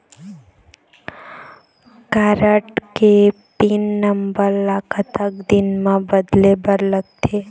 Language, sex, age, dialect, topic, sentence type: Chhattisgarhi, female, 18-24, Eastern, banking, question